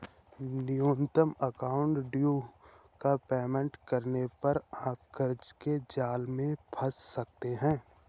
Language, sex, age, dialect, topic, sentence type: Hindi, male, 18-24, Awadhi Bundeli, banking, statement